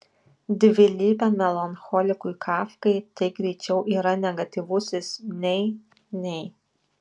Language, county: Lithuanian, Šiauliai